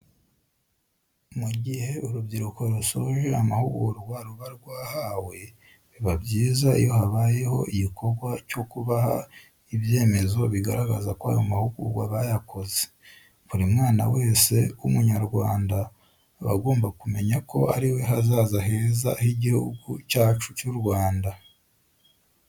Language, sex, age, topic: Kinyarwanda, male, 25-35, education